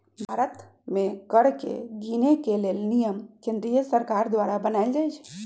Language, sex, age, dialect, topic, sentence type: Magahi, female, 46-50, Western, banking, statement